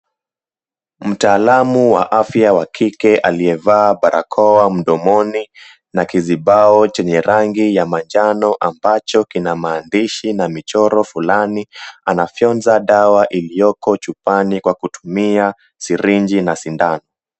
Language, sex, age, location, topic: Swahili, male, 18-24, Mombasa, health